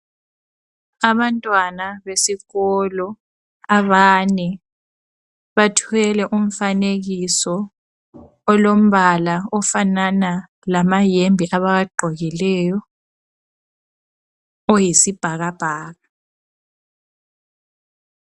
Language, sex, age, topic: North Ndebele, female, 25-35, education